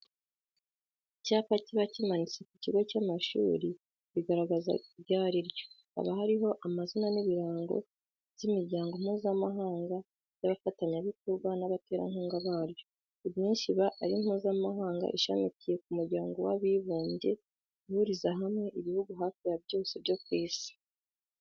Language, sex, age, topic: Kinyarwanda, female, 18-24, education